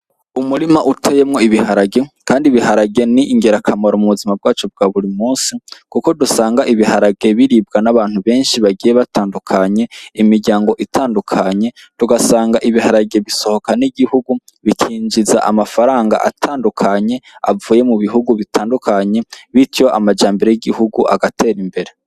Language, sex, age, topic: Rundi, male, 18-24, agriculture